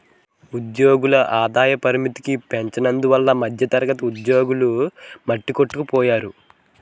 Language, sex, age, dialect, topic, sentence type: Telugu, male, 18-24, Utterandhra, banking, statement